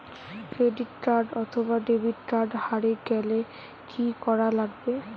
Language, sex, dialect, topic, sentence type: Bengali, female, Rajbangshi, banking, question